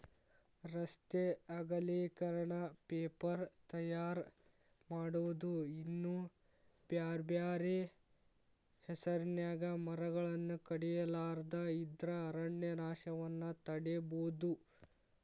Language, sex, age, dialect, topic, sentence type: Kannada, male, 18-24, Dharwad Kannada, agriculture, statement